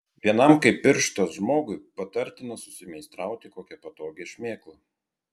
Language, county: Lithuanian, Klaipėda